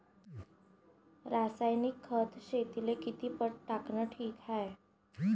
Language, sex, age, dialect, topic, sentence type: Marathi, female, 51-55, Varhadi, agriculture, question